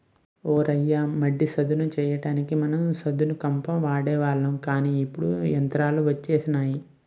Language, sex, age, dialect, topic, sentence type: Telugu, male, 18-24, Utterandhra, agriculture, statement